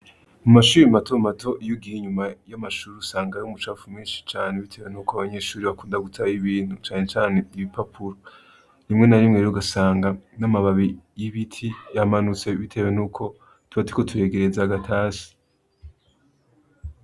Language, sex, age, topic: Rundi, male, 18-24, education